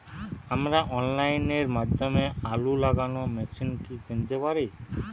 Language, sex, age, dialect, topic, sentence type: Bengali, male, 31-35, Western, agriculture, question